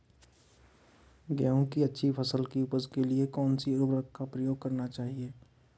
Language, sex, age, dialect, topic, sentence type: Hindi, male, 31-35, Marwari Dhudhari, agriculture, question